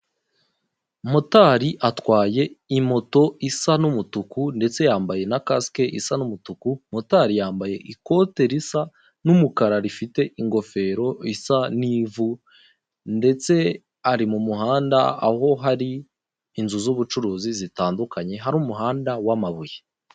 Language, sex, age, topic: Kinyarwanda, male, 18-24, government